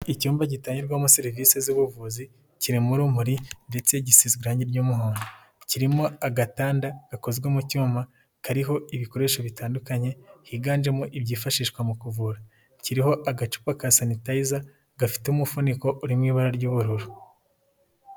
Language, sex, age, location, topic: Kinyarwanda, male, 18-24, Nyagatare, health